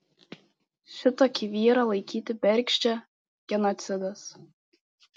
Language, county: Lithuanian, Šiauliai